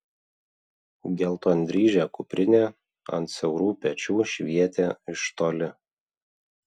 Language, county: Lithuanian, Vilnius